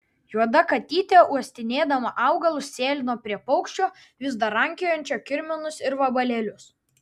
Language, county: Lithuanian, Vilnius